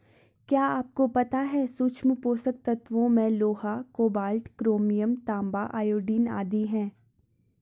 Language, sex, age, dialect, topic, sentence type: Hindi, female, 41-45, Garhwali, agriculture, statement